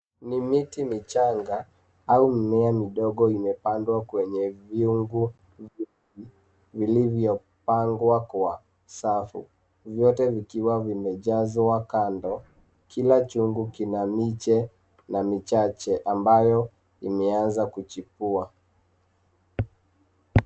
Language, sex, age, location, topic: Swahili, male, 18-24, Nairobi, agriculture